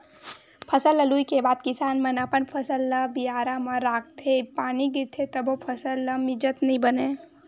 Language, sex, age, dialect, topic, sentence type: Chhattisgarhi, male, 18-24, Western/Budati/Khatahi, agriculture, statement